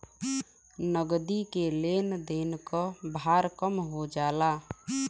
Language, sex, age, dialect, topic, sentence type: Bhojpuri, female, <18, Western, banking, statement